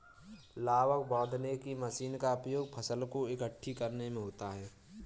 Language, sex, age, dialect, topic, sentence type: Hindi, female, 18-24, Kanauji Braj Bhasha, agriculture, statement